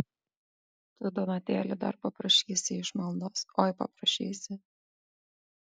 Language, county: Lithuanian, Kaunas